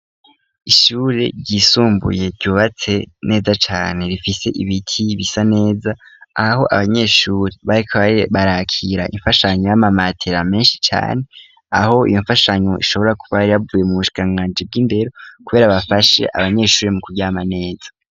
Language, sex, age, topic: Rundi, male, 18-24, education